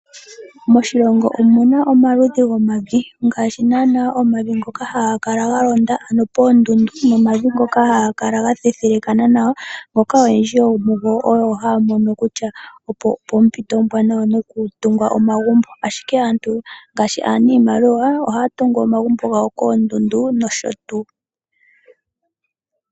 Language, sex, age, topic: Oshiwambo, female, 18-24, agriculture